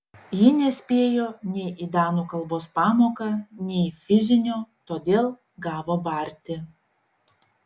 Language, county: Lithuanian, Šiauliai